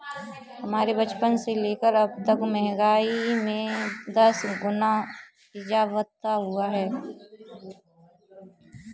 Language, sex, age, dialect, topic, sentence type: Hindi, female, 18-24, Kanauji Braj Bhasha, banking, statement